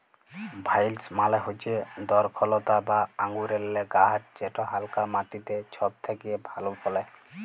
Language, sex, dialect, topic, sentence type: Bengali, male, Jharkhandi, agriculture, statement